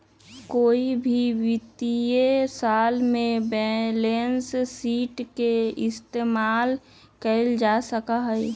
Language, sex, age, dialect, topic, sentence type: Magahi, male, 36-40, Western, banking, statement